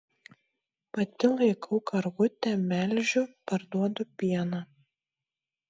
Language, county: Lithuanian, Marijampolė